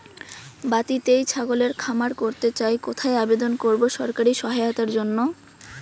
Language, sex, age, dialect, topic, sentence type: Bengali, female, 18-24, Rajbangshi, agriculture, question